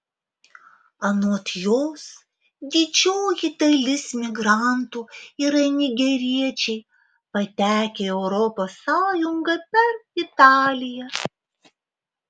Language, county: Lithuanian, Alytus